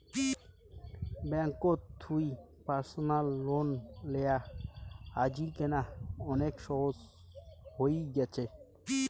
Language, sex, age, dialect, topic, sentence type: Bengali, male, 18-24, Rajbangshi, banking, statement